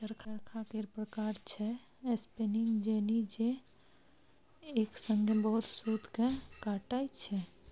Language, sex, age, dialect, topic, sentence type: Maithili, female, 25-30, Bajjika, agriculture, statement